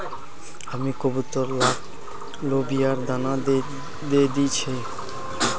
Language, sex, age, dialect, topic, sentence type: Magahi, male, 25-30, Northeastern/Surjapuri, agriculture, statement